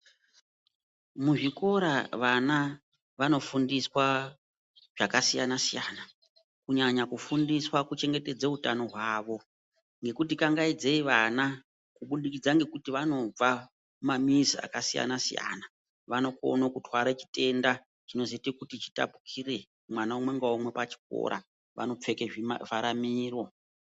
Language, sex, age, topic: Ndau, female, 36-49, education